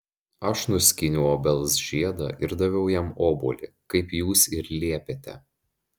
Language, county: Lithuanian, Šiauliai